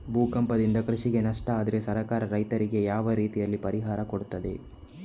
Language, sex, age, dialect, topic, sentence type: Kannada, male, 18-24, Coastal/Dakshin, agriculture, question